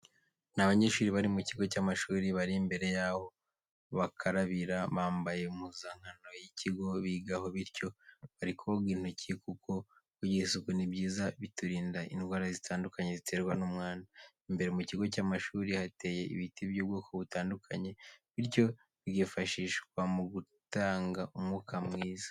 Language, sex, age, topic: Kinyarwanda, male, 25-35, education